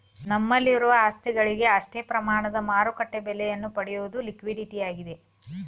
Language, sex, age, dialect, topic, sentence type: Kannada, female, 36-40, Mysore Kannada, banking, statement